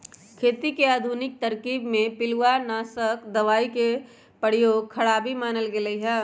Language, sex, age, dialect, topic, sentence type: Magahi, male, 18-24, Western, agriculture, statement